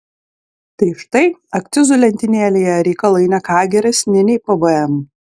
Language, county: Lithuanian, Klaipėda